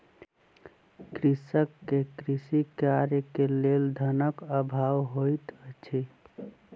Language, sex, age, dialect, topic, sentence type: Maithili, male, 25-30, Southern/Standard, agriculture, statement